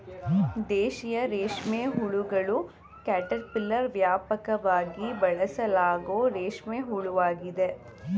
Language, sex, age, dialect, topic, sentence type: Kannada, female, 18-24, Mysore Kannada, agriculture, statement